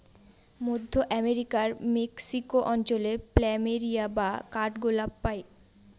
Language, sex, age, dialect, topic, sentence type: Bengali, female, 18-24, Northern/Varendri, agriculture, statement